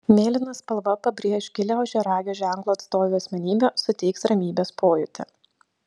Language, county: Lithuanian, Šiauliai